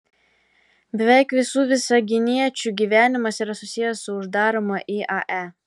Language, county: Lithuanian, Telšiai